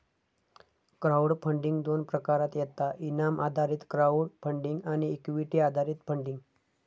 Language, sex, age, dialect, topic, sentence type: Marathi, male, 25-30, Southern Konkan, banking, statement